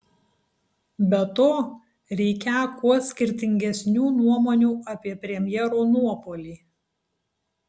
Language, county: Lithuanian, Tauragė